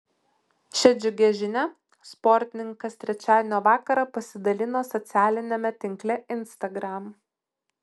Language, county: Lithuanian, Utena